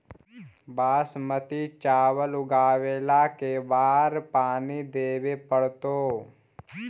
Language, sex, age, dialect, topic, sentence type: Magahi, male, 18-24, Central/Standard, agriculture, question